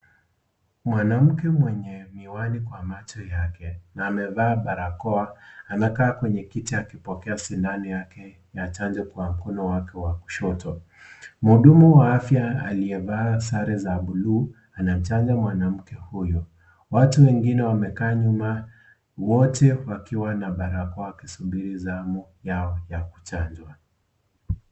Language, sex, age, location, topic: Swahili, male, 18-24, Kisii, health